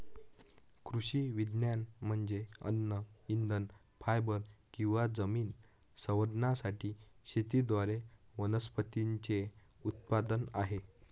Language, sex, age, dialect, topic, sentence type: Marathi, male, 18-24, Northern Konkan, agriculture, statement